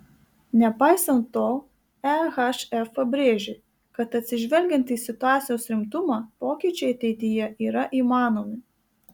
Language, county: Lithuanian, Marijampolė